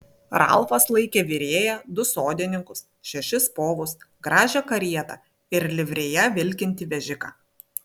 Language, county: Lithuanian, Vilnius